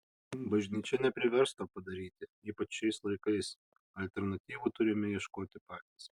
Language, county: Lithuanian, Alytus